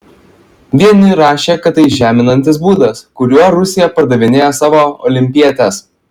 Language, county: Lithuanian, Klaipėda